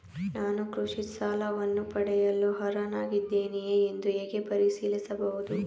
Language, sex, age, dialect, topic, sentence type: Kannada, male, 36-40, Mysore Kannada, banking, question